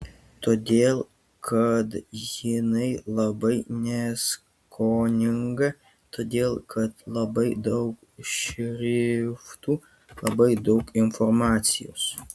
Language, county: Lithuanian, Kaunas